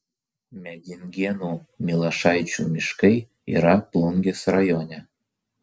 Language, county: Lithuanian, Vilnius